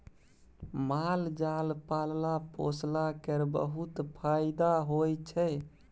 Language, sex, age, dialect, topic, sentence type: Maithili, male, 18-24, Bajjika, agriculture, statement